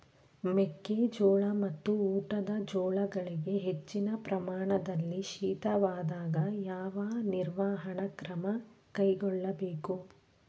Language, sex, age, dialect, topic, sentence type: Kannada, female, 31-35, Mysore Kannada, agriculture, question